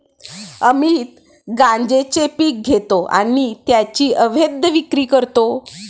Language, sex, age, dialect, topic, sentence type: Marathi, female, 36-40, Standard Marathi, agriculture, statement